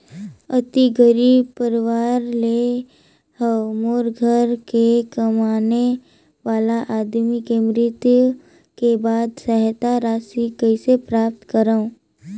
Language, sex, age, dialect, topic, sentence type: Chhattisgarhi, male, 18-24, Northern/Bhandar, banking, question